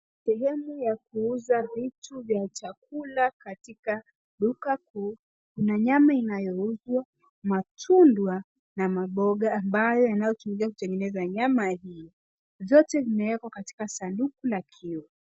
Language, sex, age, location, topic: Swahili, female, 18-24, Nairobi, finance